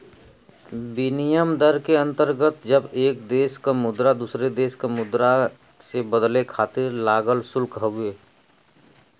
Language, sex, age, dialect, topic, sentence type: Bhojpuri, male, 41-45, Western, banking, statement